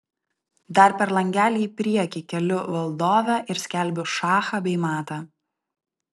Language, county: Lithuanian, Vilnius